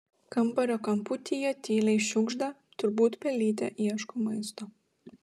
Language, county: Lithuanian, Klaipėda